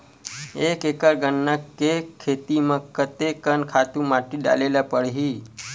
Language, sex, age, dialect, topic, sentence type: Chhattisgarhi, male, 18-24, Western/Budati/Khatahi, agriculture, question